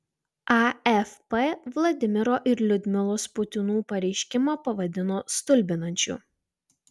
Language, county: Lithuanian, Utena